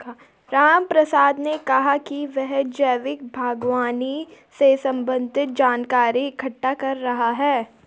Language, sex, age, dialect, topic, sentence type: Hindi, female, 36-40, Garhwali, agriculture, statement